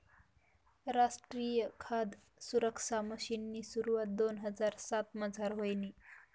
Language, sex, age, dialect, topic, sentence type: Marathi, female, 18-24, Northern Konkan, agriculture, statement